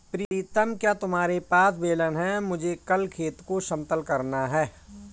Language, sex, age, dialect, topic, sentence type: Hindi, male, 18-24, Marwari Dhudhari, agriculture, statement